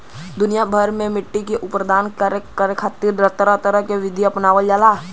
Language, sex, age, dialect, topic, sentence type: Bhojpuri, male, <18, Western, agriculture, statement